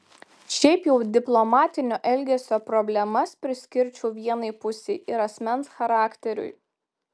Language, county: Lithuanian, Telšiai